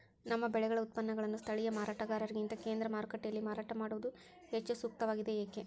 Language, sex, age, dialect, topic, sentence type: Kannada, female, 41-45, Central, agriculture, question